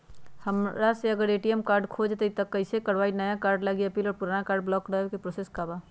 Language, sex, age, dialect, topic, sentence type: Magahi, female, 41-45, Western, banking, question